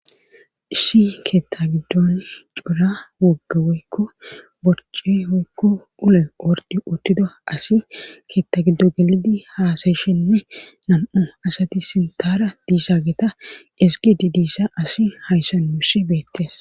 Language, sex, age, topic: Gamo, female, 36-49, government